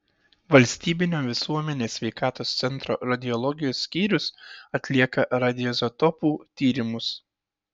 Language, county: Lithuanian, Šiauliai